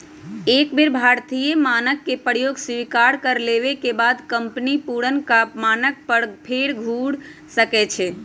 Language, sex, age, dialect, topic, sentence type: Magahi, female, 25-30, Western, banking, statement